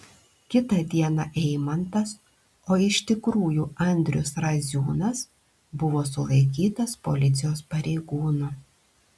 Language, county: Lithuanian, Klaipėda